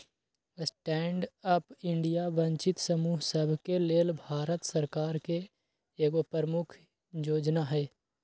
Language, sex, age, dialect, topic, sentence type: Magahi, male, 25-30, Western, banking, statement